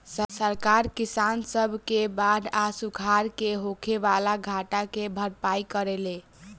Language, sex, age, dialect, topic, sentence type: Bhojpuri, female, 18-24, Southern / Standard, agriculture, statement